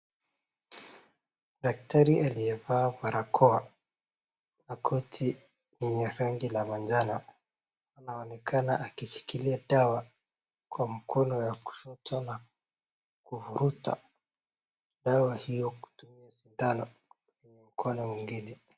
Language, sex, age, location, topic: Swahili, male, 18-24, Wajir, health